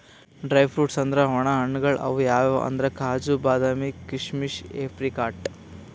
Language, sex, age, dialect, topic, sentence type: Kannada, male, 18-24, Northeastern, agriculture, statement